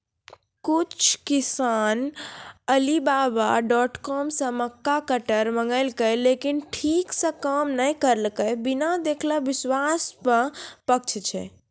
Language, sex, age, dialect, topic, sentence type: Maithili, female, 31-35, Angika, agriculture, question